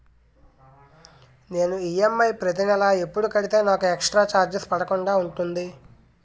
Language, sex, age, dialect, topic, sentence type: Telugu, male, 18-24, Utterandhra, banking, question